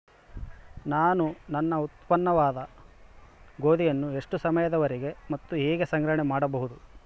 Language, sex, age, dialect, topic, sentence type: Kannada, male, 25-30, Central, agriculture, question